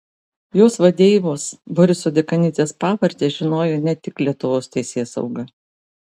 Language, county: Lithuanian, Vilnius